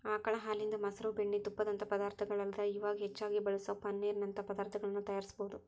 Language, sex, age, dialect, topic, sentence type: Kannada, female, 18-24, Dharwad Kannada, agriculture, statement